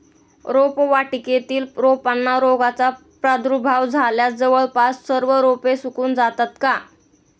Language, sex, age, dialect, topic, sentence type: Marathi, female, 18-24, Standard Marathi, agriculture, question